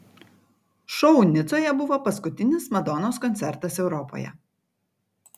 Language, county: Lithuanian, Kaunas